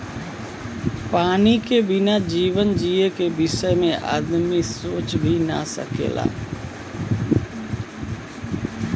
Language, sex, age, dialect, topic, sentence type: Bhojpuri, male, 41-45, Western, agriculture, statement